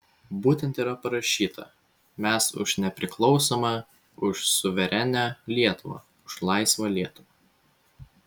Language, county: Lithuanian, Vilnius